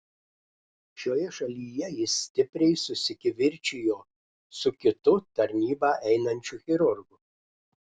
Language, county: Lithuanian, Klaipėda